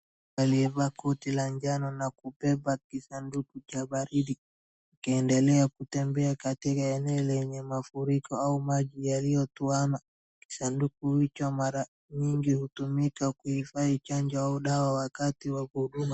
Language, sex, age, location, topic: Swahili, male, 36-49, Wajir, health